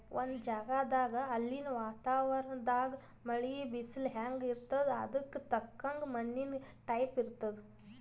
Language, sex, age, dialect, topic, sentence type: Kannada, female, 18-24, Northeastern, agriculture, statement